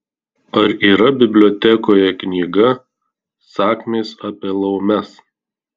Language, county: Lithuanian, Tauragė